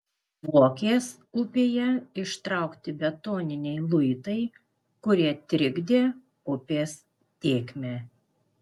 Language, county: Lithuanian, Klaipėda